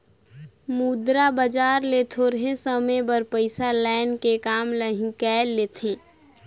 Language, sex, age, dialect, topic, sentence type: Chhattisgarhi, female, 46-50, Northern/Bhandar, banking, statement